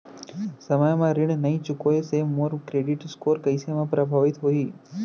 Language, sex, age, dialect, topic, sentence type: Chhattisgarhi, male, 25-30, Central, banking, question